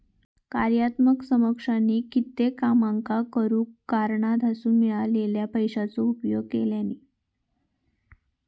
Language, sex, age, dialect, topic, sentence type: Marathi, female, 31-35, Southern Konkan, banking, statement